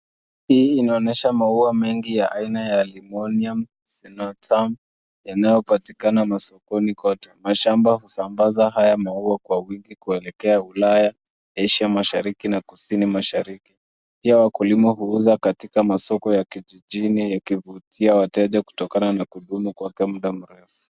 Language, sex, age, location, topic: Swahili, female, 25-35, Nairobi, finance